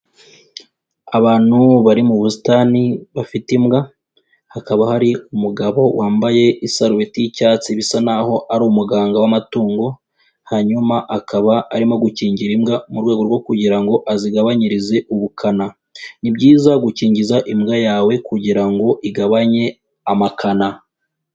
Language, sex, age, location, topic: Kinyarwanda, female, 25-35, Kigali, agriculture